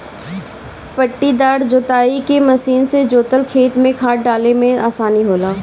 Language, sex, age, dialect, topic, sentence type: Bhojpuri, female, 31-35, Northern, agriculture, statement